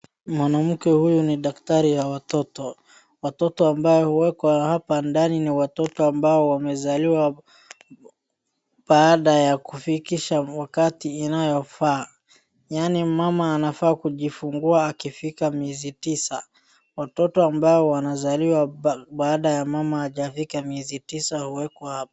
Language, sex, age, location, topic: Swahili, female, 25-35, Wajir, health